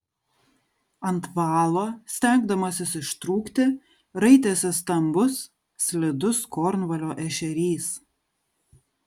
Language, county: Lithuanian, Kaunas